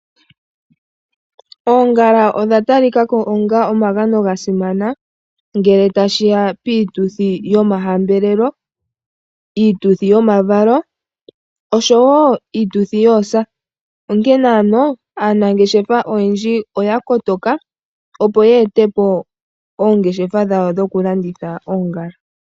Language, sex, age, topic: Oshiwambo, female, 18-24, agriculture